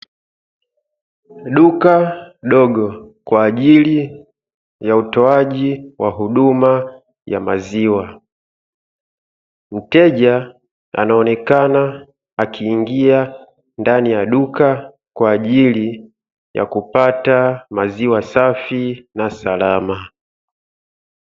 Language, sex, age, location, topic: Swahili, male, 25-35, Dar es Salaam, finance